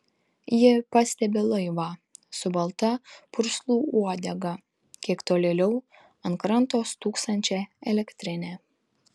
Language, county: Lithuanian, Tauragė